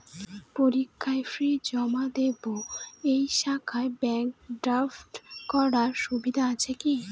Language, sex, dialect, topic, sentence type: Bengali, female, Northern/Varendri, banking, question